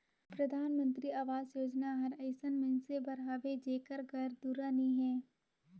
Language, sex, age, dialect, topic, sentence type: Chhattisgarhi, female, 18-24, Northern/Bhandar, banking, statement